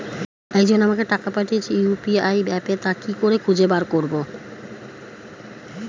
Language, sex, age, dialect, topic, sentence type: Bengali, female, 41-45, Standard Colloquial, banking, question